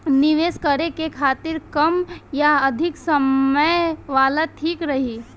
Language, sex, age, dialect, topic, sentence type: Bhojpuri, female, 18-24, Northern, banking, question